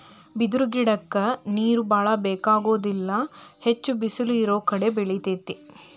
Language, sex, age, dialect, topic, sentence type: Kannada, female, 31-35, Dharwad Kannada, agriculture, statement